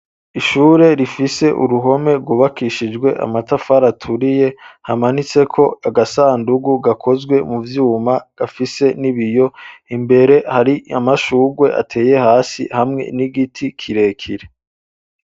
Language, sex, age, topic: Rundi, male, 25-35, education